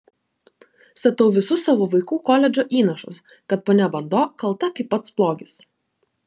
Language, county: Lithuanian, Klaipėda